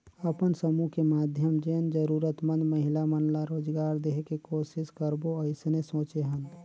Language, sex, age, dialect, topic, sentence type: Chhattisgarhi, male, 36-40, Northern/Bhandar, banking, statement